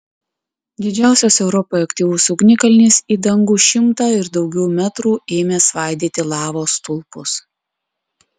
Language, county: Lithuanian, Klaipėda